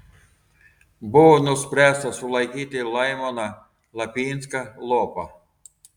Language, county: Lithuanian, Telšiai